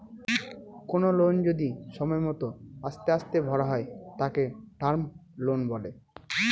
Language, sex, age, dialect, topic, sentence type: Bengali, male, 18-24, Northern/Varendri, banking, statement